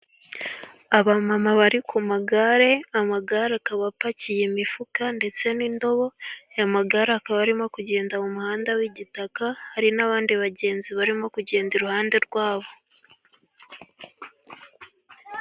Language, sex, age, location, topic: Kinyarwanda, female, 18-24, Gakenke, government